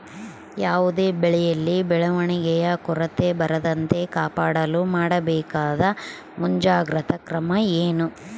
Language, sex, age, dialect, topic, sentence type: Kannada, female, 36-40, Central, agriculture, question